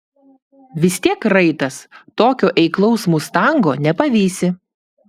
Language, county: Lithuanian, Klaipėda